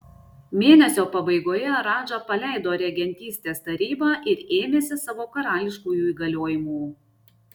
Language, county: Lithuanian, Šiauliai